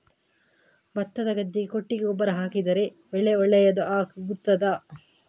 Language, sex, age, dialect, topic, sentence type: Kannada, female, 31-35, Coastal/Dakshin, agriculture, question